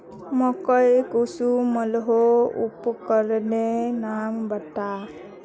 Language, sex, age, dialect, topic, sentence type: Magahi, female, 25-30, Northeastern/Surjapuri, agriculture, question